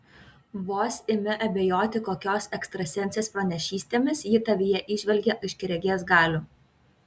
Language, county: Lithuanian, Kaunas